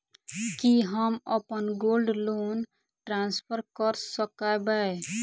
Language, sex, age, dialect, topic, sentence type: Maithili, female, 18-24, Southern/Standard, banking, question